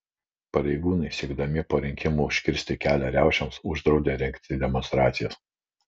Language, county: Lithuanian, Vilnius